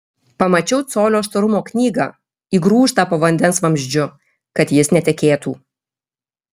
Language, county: Lithuanian, Kaunas